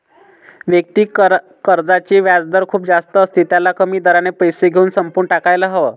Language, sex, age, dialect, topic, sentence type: Marathi, male, 51-55, Northern Konkan, banking, statement